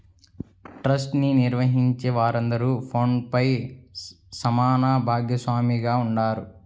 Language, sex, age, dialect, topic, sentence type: Telugu, male, 18-24, Central/Coastal, banking, statement